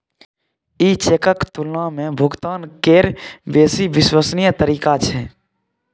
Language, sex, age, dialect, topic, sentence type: Maithili, male, 18-24, Bajjika, banking, statement